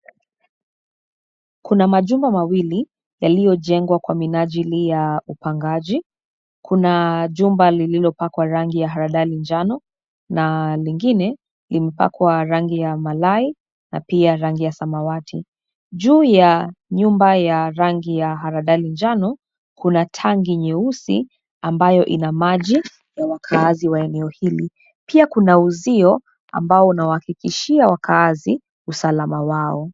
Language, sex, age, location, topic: Swahili, female, 25-35, Nairobi, finance